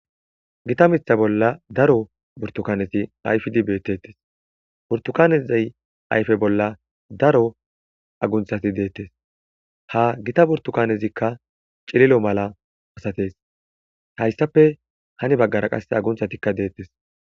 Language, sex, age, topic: Gamo, male, 18-24, agriculture